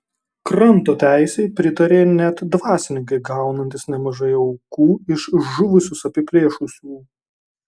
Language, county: Lithuanian, Kaunas